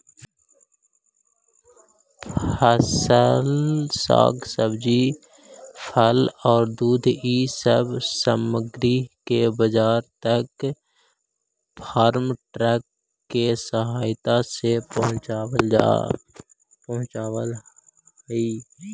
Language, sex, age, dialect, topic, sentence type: Magahi, male, 18-24, Central/Standard, banking, statement